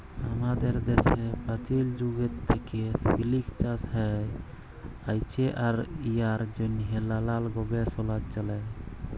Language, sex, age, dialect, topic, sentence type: Bengali, male, 31-35, Jharkhandi, agriculture, statement